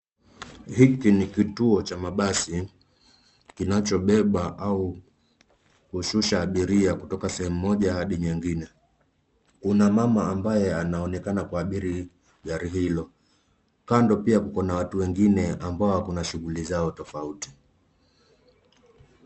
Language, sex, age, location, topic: Swahili, male, 25-35, Nairobi, government